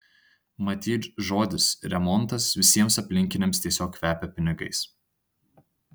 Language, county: Lithuanian, Tauragė